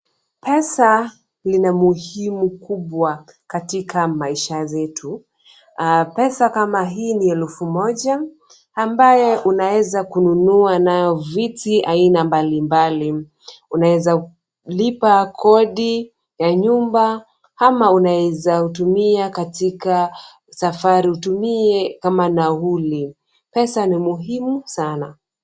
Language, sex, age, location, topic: Swahili, female, 25-35, Kisumu, finance